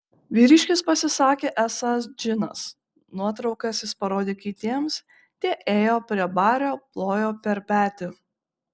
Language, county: Lithuanian, Šiauliai